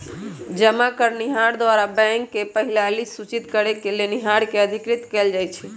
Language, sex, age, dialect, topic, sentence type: Magahi, male, 18-24, Western, banking, statement